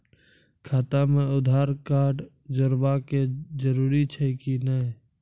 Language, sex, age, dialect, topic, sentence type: Maithili, male, 18-24, Angika, banking, question